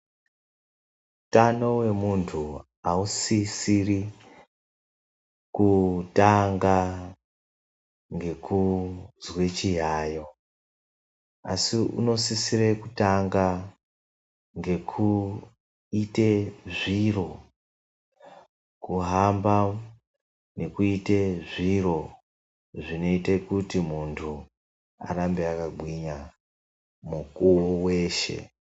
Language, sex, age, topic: Ndau, male, 36-49, health